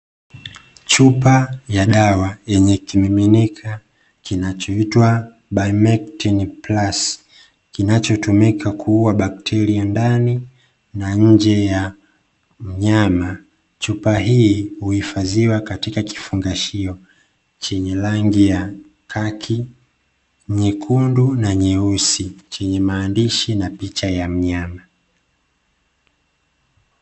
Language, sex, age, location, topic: Swahili, male, 25-35, Dar es Salaam, agriculture